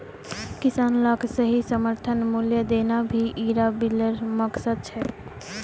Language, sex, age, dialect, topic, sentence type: Magahi, male, 31-35, Northeastern/Surjapuri, agriculture, statement